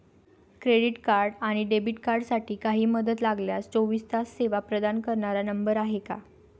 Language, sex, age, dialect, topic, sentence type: Marathi, female, 18-24, Standard Marathi, banking, question